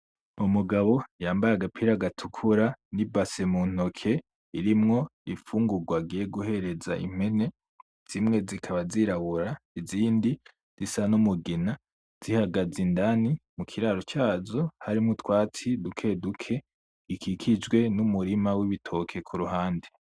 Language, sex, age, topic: Rundi, male, 18-24, agriculture